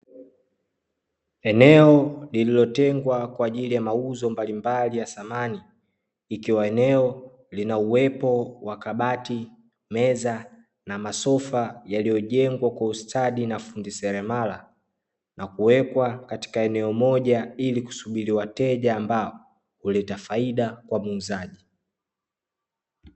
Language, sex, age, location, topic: Swahili, male, 25-35, Dar es Salaam, finance